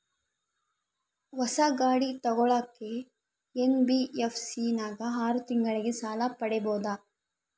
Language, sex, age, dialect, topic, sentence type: Kannada, female, 51-55, Central, banking, question